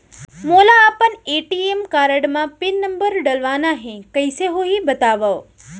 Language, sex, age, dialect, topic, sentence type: Chhattisgarhi, female, 25-30, Central, banking, question